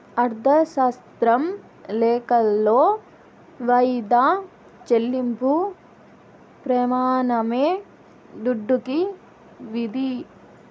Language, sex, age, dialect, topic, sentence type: Telugu, female, 18-24, Southern, banking, statement